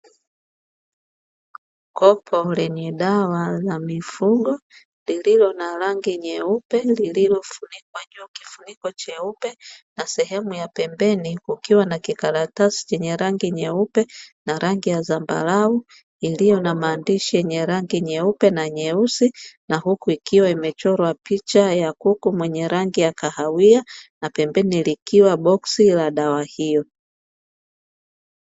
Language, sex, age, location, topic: Swahili, female, 50+, Dar es Salaam, agriculture